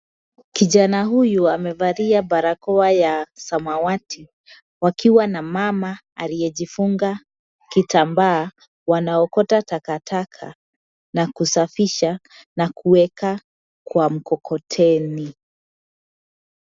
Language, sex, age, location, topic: Swahili, female, 18-24, Nairobi, government